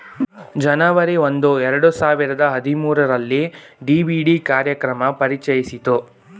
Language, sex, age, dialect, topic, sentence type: Kannada, male, 18-24, Mysore Kannada, banking, statement